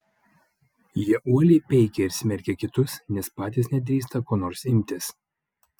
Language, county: Lithuanian, Vilnius